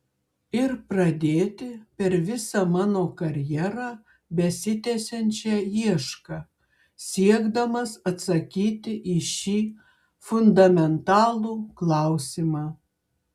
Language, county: Lithuanian, Klaipėda